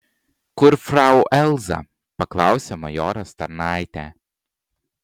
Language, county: Lithuanian, Panevėžys